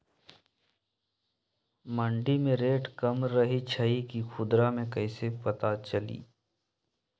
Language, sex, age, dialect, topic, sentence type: Magahi, male, 18-24, Western, agriculture, question